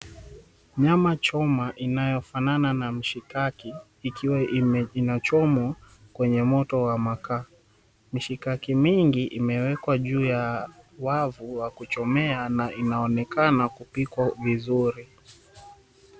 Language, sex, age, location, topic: Swahili, male, 25-35, Mombasa, agriculture